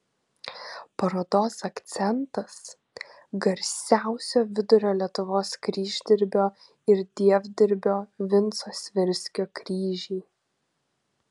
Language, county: Lithuanian, Kaunas